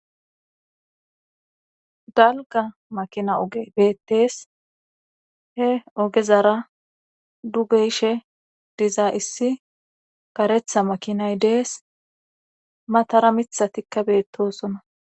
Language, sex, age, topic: Gamo, female, 25-35, government